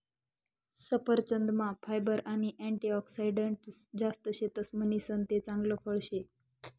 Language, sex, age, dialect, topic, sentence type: Marathi, female, 18-24, Northern Konkan, agriculture, statement